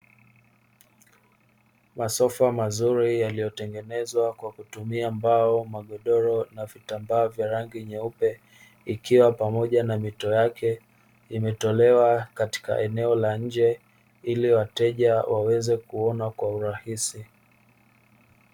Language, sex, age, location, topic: Swahili, male, 25-35, Dar es Salaam, finance